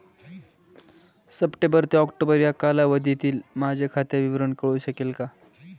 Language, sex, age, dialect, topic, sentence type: Marathi, male, 18-24, Northern Konkan, banking, question